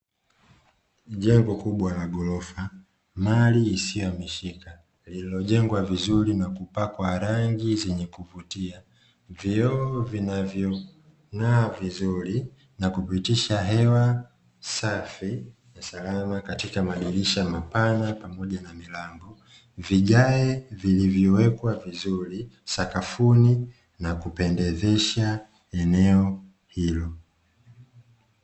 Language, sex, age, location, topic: Swahili, male, 25-35, Dar es Salaam, finance